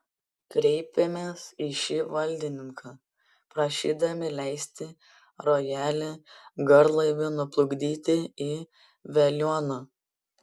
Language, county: Lithuanian, Panevėžys